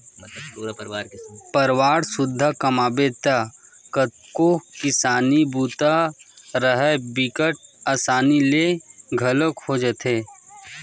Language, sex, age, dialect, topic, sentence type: Chhattisgarhi, male, 18-24, Western/Budati/Khatahi, agriculture, statement